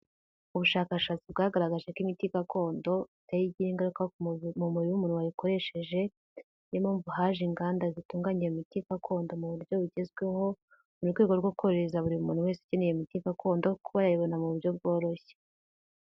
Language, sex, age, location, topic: Kinyarwanda, female, 18-24, Kigali, health